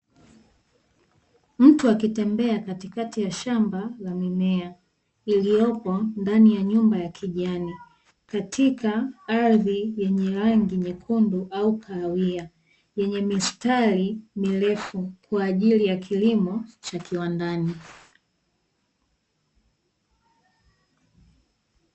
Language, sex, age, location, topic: Swahili, female, 18-24, Dar es Salaam, agriculture